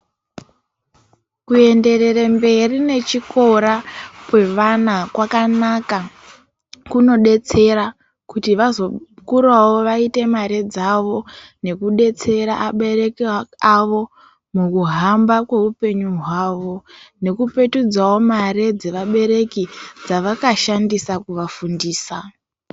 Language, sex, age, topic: Ndau, female, 18-24, education